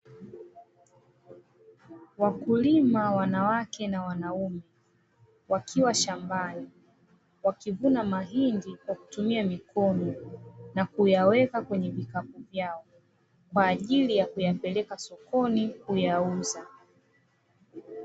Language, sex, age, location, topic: Swahili, female, 25-35, Dar es Salaam, agriculture